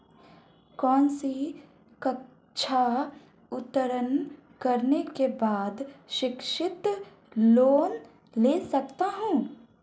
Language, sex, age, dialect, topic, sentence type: Hindi, female, 25-30, Marwari Dhudhari, banking, question